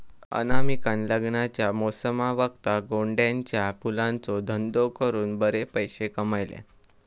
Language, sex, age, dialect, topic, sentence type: Marathi, male, 18-24, Southern Konkan, agriculture, statement